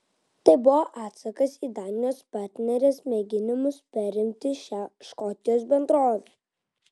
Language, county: Lithuanian, Vilnius